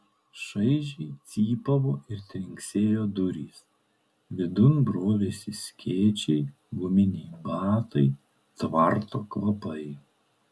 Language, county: Lithuanian, Kaunas